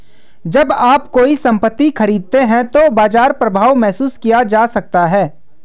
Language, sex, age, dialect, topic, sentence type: Hindi, male, 25-30, Hindustani Malvi Khadi Boli, banking, statement